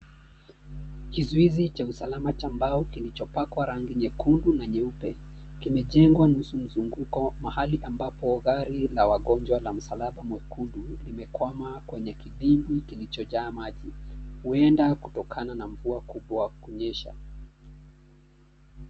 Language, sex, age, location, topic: Swahili, male, 36-49, Nairobi, health